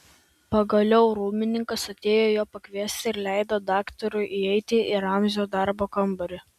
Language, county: Lithuanian, Vilnius